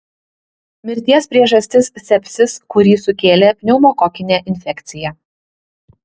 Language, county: Lithuanian, Utena